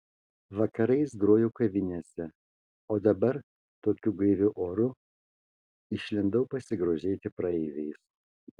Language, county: Lithuanian, Kaunas